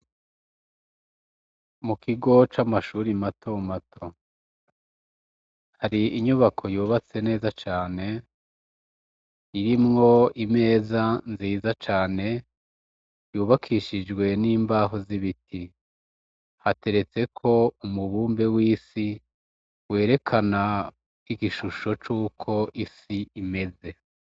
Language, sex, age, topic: Rundi, male, 36-49, education